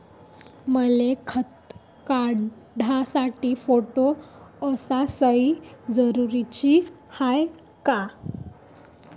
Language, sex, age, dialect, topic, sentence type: Marathi, female, 18-24, Varhadi, banking, question